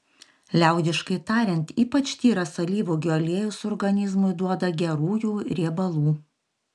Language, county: Lithuanian, Panevėžys